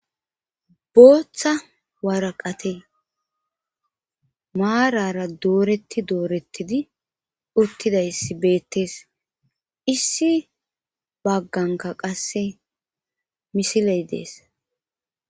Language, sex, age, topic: Gamo, female, 25-35, government